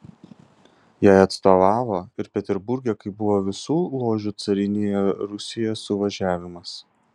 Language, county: Lithuanian, Kaunas